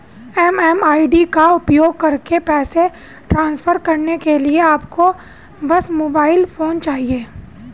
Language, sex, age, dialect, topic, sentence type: Hindi, female, 31-35, Hindustani Malvi Khadi Boli, banking, statement